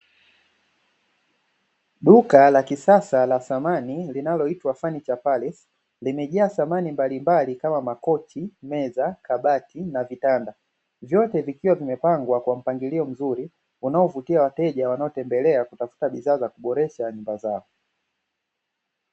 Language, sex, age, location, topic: Swahili, male, 25-35, Dar es Salaam, finance